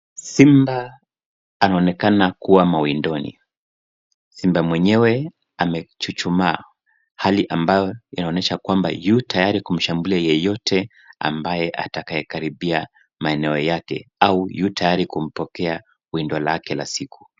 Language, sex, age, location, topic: Swahili, male, 25-35, Nairobi, government